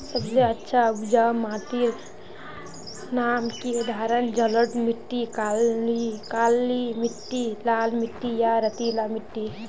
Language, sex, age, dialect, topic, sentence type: Magahi, female, 18-24, Northeastern/Surjapuri, agriculture, question